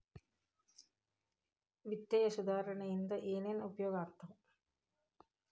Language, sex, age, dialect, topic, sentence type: Kannada, female, 51-55, Dharwad Kannada, banking, statement